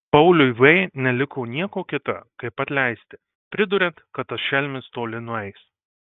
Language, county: Lithuanian, Marijampolė